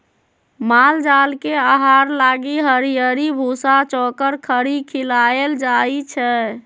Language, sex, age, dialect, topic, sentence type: Magahi, female, 18-24, Western, agriculture, statement